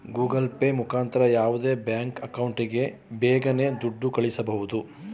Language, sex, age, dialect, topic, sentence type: Kannada, male, 41-45, Mysore Kannada, banking, statement